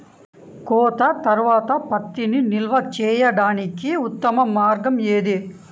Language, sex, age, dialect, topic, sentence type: Telugu, male, 18-24, Central/Coastal, agriculture, question